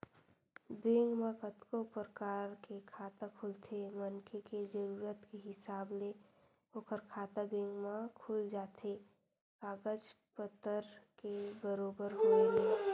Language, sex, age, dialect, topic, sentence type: Chhattisgarhi, female, 18-24, Western/Budati/Khatahi, banking, statement